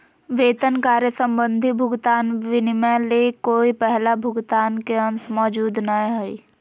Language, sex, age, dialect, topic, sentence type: Magahi, female, 18-24, Southern, banking, statement